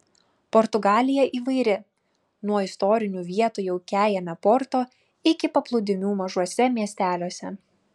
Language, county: Lithuanian, Klaipėda